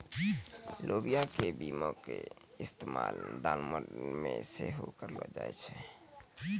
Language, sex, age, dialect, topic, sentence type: Maithili, male, 18-24, Angika, agriculture, statement